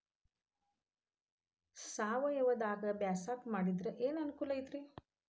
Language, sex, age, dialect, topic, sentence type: Kannada, female, 51-55, Dharwad Kannada, agriculture, question